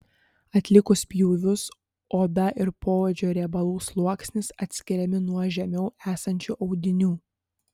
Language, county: Lithuanian, Panevėžys